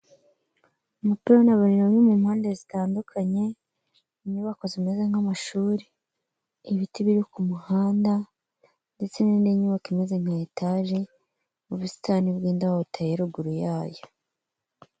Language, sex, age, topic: Kinyarwanda, female, 25-35, government